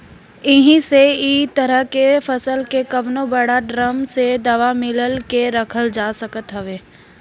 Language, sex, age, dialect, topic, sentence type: Bhojpuri, female, 18-24, Northern, agriculture, statement